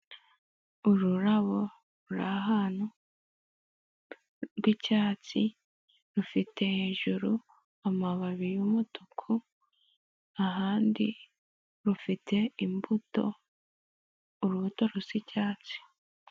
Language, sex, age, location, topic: Kinyarwanda, female, 18-24, Nyagatare, agriculture